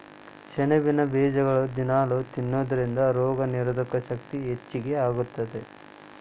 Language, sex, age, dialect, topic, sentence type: Kannada, male, 18-24, Dharwad Kannada, agriculture, statement